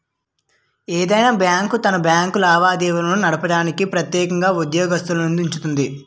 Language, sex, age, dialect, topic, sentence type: Telugu, male, 18-24, Utterandhra, banking, statement